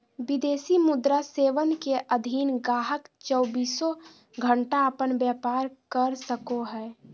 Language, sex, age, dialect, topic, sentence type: Magahi, female, 56-60, Southern, banking, statement